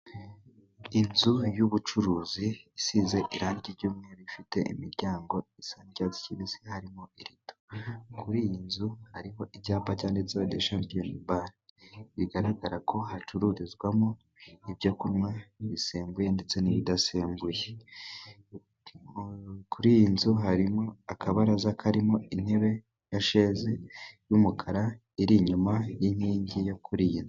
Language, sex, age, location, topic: Kinyarwanda, male, 18-24, Musanze, finance